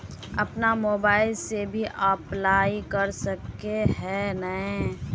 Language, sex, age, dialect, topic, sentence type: Magahi, female, 18-24, Northeastern/Surjapuri, banking, question